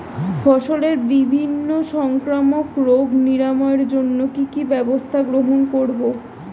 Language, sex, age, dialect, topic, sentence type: Bengali, female, 25-30, Standard Colloquial, agriculture, question